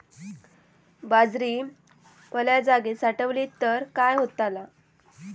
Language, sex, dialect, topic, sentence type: Marathi, female, Southern Konkan, agriculture, question